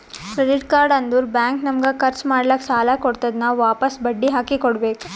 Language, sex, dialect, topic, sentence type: Kannada, female, Northeastern, banking, statement